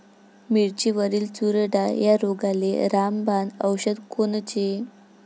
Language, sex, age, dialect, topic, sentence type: Marathi, female, 46-50, Varhadi, agriculture, question